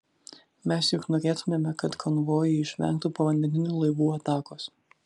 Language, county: Lithuanian, Vilnius